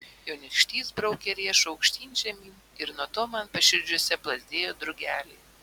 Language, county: Lithuanian, Vilnius